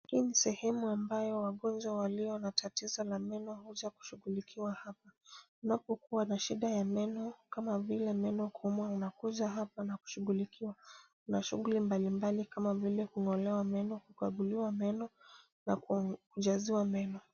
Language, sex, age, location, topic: Swahili, female, 25-35, Kisumu, health